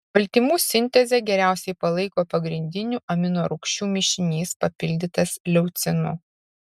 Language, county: Lithuanian, Šiauliai